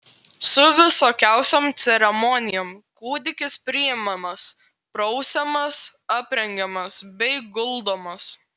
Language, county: Lithuanian, Klaipėda